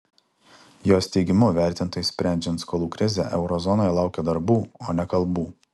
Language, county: Lithuanian, Alytus